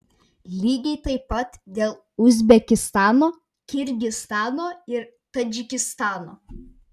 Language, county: Lithuanian, Vilnius